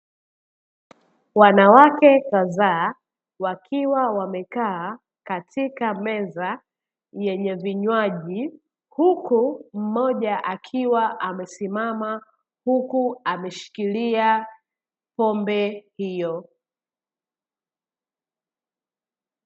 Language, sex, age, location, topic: Swahili, female, 18-24, Dar es Salaam, finance